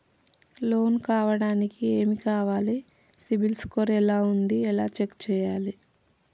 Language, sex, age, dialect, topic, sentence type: Telugu, female, 31-35, Telangana, banking, question